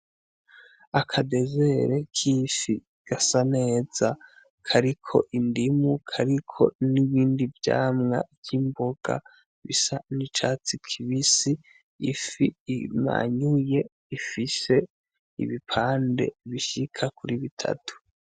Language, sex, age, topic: Rundi, male, 18-24, agriculture